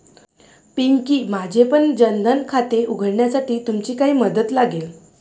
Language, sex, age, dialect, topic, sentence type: Marathi, female, 18-24, Varhadi, banking, statement